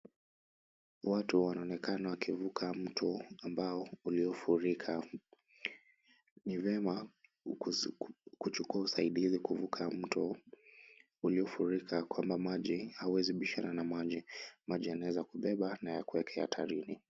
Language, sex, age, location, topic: Swahili, male, 25-35, Kisumu, health